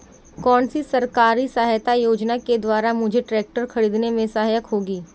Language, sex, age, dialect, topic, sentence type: Hindi, female, 18-24, Marwari Dhudhari, agriculture, question